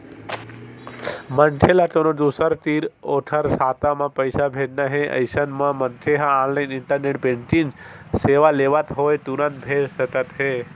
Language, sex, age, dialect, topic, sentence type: Chhattisgarhi, male, 18-24, Western/Budati/Khatahi, banking, statement